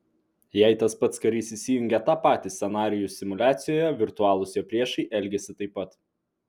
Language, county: Lithuanian, Vilnius